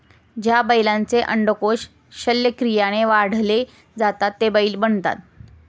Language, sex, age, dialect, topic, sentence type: Marathi, female, 18-24, Standard Marathi, agriculture, statement